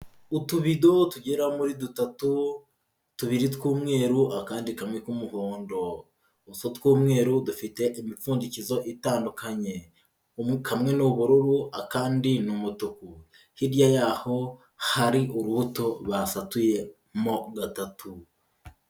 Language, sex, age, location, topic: Kinyarwanda, female, 25-35, Huye, health